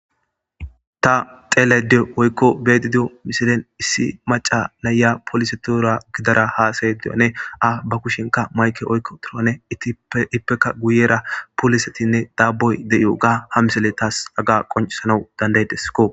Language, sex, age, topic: Gamo, female, 18-24, government